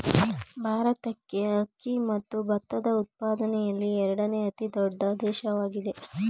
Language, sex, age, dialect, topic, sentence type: Kannada, female, 25-30, Mysore Kannada, agriculture, statement